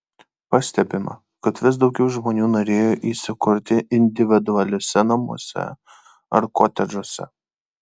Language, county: Lithuanian, Kaunas